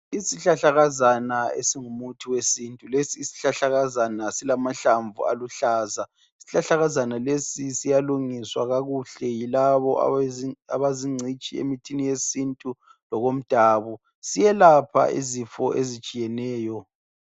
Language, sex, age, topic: North Ndebele, female, 18-24, health